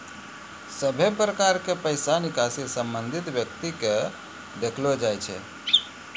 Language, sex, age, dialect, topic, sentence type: Maithili, male, 41-45, Angika, banking, statement